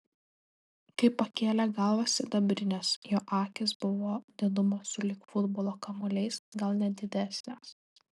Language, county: Lithuanian, Telšiai